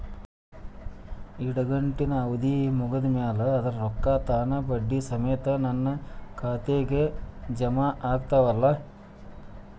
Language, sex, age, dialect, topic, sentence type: Kannada, male, 36-40, Dharwad Kannada, banking, question